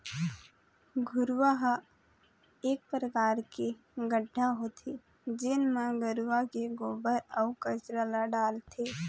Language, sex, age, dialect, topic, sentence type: Chhattisgarhi, female, 18-24, Eastern, agriculture, statement